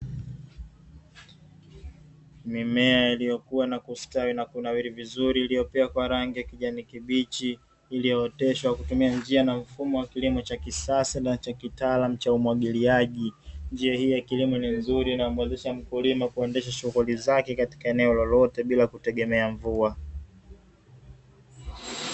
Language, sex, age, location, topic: Swahili, male, 25-35, Dar es Salaam, agriculture